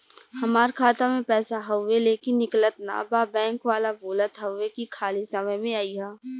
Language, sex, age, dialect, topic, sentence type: Bhojpuri, female, 18-24, Western, banking, question